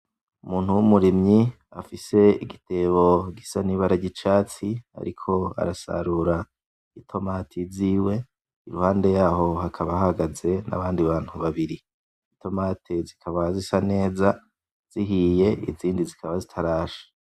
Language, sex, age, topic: Rundi, male, 25-35, agriculture